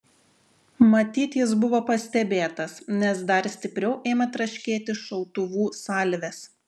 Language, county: Lithuanian, Šiauliai